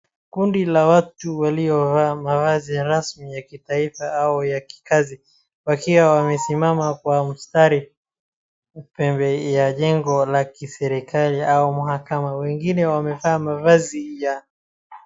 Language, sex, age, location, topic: Swahili, male, 36-49, Wajir, government